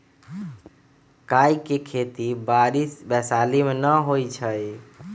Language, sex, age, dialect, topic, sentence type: Magahi, male, 25-30, Western, agriculture, statement